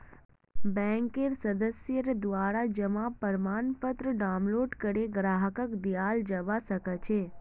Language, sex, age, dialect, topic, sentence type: Magahi, female, 25-30, Northeastern/Surjapuri, banking, statement